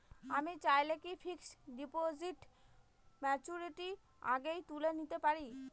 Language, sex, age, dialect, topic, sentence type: Bengali, female, 25-30, Northern/Varendri, banking, question